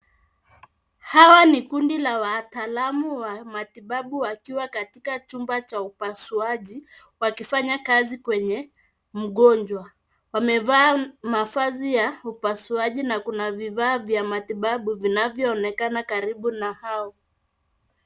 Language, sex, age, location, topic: Swahili, female, 50+, Nairobi, health